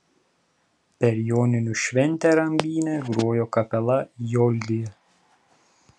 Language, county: Lithuanian, Telšiai